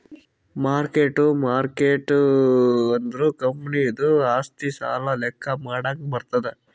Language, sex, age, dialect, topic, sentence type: Kannada, male, 25-30, Northeastern, banking, statement